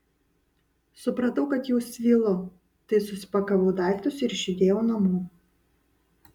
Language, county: Lithuanian, Utena